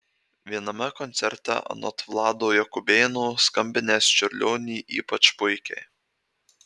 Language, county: Lithuanian, Marijampolė